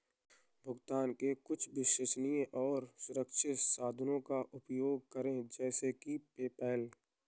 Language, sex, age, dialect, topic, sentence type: Hindi, male, 18-24, Awadhi Bundeli, banking, statement